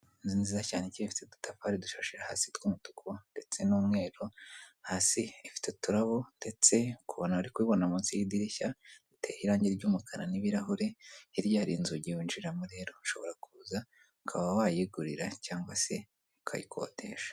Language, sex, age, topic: Kinyarwanda, male, 25-35, finance